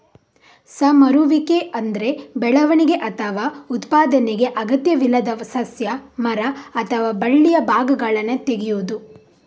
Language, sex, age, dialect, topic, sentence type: Kannada, female, 51-55, Coastal/Dakshin, agriculture, statement